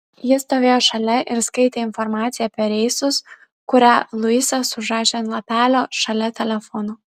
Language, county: Lithuanian, Vilnius